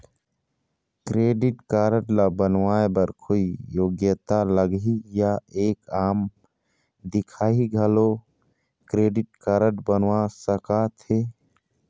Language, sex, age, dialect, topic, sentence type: Chhattisgarhi, male, 25-30, Eastern, banking, question